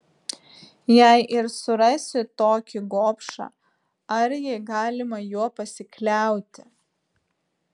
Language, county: Lithuanian, Vilnius